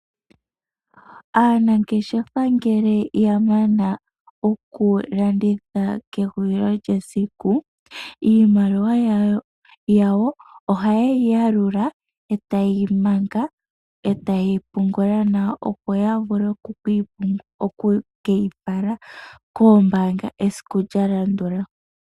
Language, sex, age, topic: Oshiwambo, female, 18-24, finance